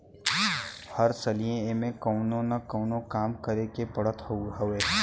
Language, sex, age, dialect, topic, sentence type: Bhojpuri, female, 36-40, Western, agriculture, statement